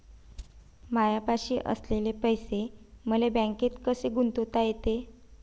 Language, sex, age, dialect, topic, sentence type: Marathi, female, 25-30, Varhadi, banking, question